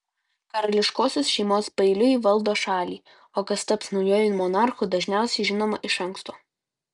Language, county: Lithuanian, Utena